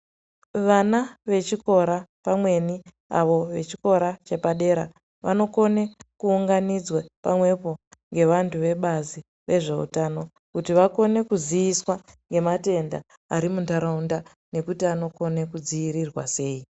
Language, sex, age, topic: Ndau, female, 18-24, education